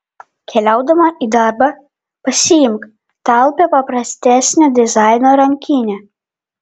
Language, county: Lithuanian, Vilnius